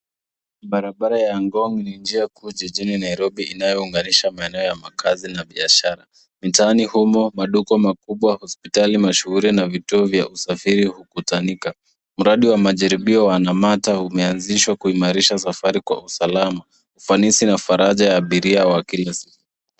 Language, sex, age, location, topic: Swahili, male, 25-35, Nairobi, government